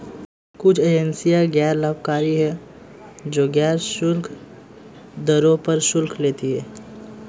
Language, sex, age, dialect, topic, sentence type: Hindi, male, 18-24, Marwari Dhudhari, banking, statement